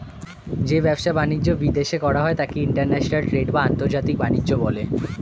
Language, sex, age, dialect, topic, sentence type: Bengali, male, 18-24, Standard Colloquial, banking, statement